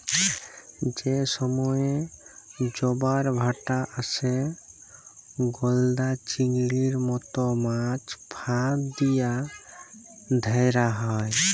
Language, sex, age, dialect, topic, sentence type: Bengali, male, 18-24, Jharkhandi, agriculture, statement